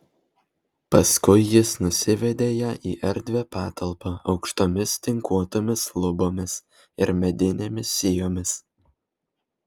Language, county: Lithuanian, Vilnius